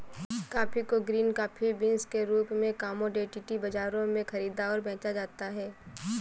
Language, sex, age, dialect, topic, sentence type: Hindi, female, 18-24, Awadhi Bundeli, agriculture, statement